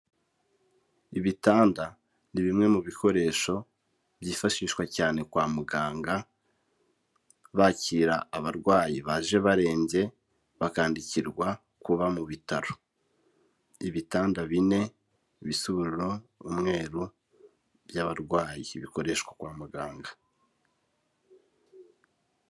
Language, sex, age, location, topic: Kinyarwanda, male, 25-35, Kigali, health